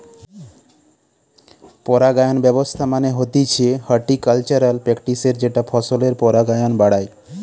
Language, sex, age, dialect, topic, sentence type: Bengali, male, 31-35, Western, agriculture, statement